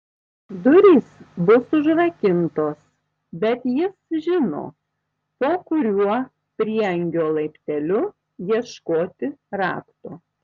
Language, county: Lithuanian, Tauragė